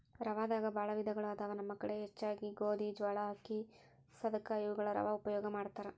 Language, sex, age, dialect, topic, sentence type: Kannada, female, 25-30, Dharwad Kannada, agriculture, statement